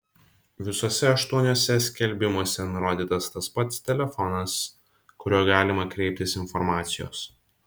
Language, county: Lithuanian, Vilnius